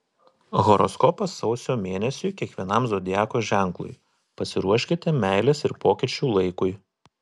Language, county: Lithuanian, Telšiai